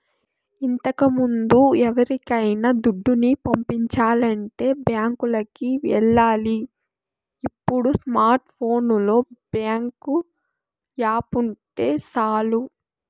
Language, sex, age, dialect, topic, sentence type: Telugu, female, 25-30, Southern, banking, statement